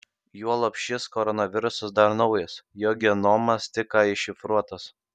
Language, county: Lithuanian, Kaunas